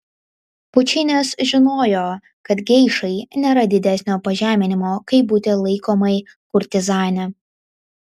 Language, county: Lithuanian, Vilnius